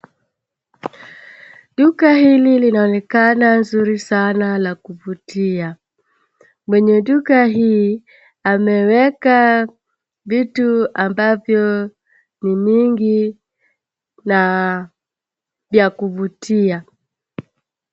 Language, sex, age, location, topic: Swahili, female, 36-49, Wajir, finance